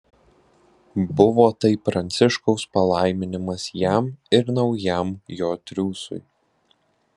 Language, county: Lithuanian, Alytus